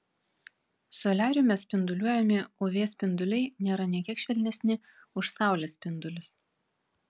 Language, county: Lithuanian, Vilnius